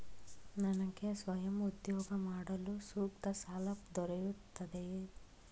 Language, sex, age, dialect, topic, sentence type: Kannada, female, 36-40, Mysore Kannada, banking, question